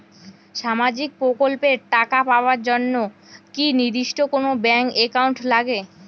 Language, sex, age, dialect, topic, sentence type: Bengali, female, 18-24, Rajbangshi, banking, question